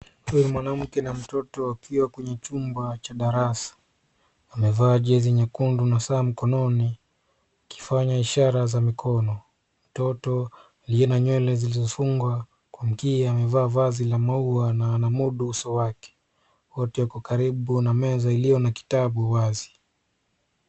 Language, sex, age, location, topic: Swahili, male, 25-35, Nairobi, education